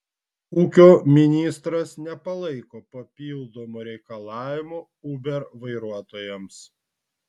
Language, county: Lithuanian, Vilnius